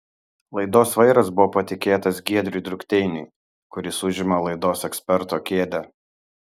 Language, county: Lithuanian, Kaunas